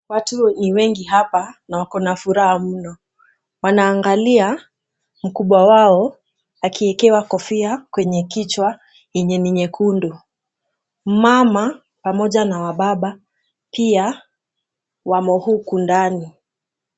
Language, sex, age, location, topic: Swahili, female, 18-24, Kisumu, government